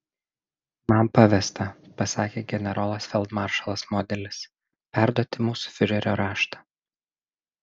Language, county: Lithuanian, Šiauliai